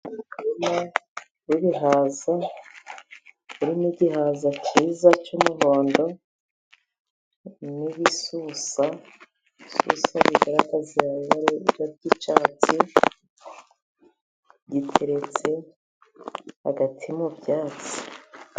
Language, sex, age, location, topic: Kinyarwanda, female, 50+, Musanze, agriculture